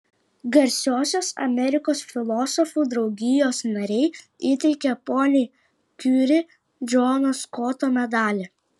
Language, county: Lithuanian, Vilnius